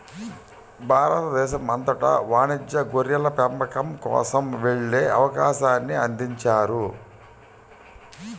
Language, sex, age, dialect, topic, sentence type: Telugu, male, 51-55, Central/Coastal, agriculture, statement